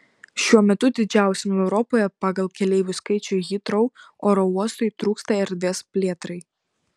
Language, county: Lithuanian, Vilnius